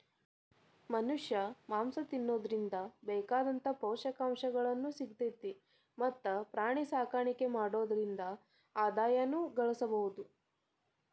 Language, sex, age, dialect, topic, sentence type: Kannada, female, 18-24, Dharwad Kannada, agriculture, statement